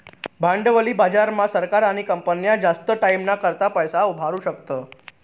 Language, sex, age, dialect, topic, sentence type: Marathi, male, 31-35, Northern Konkan, banking, statement